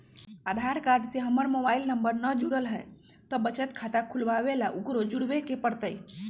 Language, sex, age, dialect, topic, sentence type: Magahi, male, 18-24, Western, banking, question